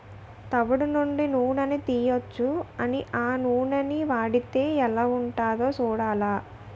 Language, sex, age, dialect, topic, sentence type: Telugu, female, 18-24, Utterandhra, agriculture, statement